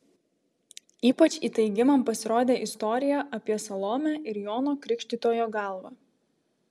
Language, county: Lithuanian, Vilnius